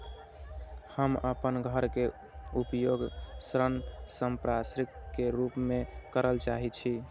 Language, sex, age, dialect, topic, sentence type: Maithili, male, 18-24, Eastern / Thethi, banking, statement